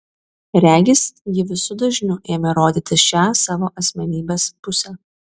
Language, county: Lithuanian, Vilnius